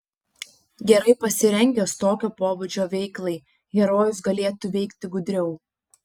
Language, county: Lithuanian, Panevėžys